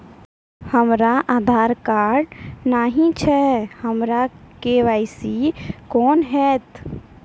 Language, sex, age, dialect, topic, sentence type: Maithili, female, 18-24, Angika, banking, question